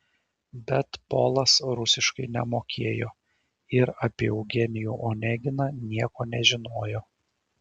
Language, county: Lithuanian, Šiauliai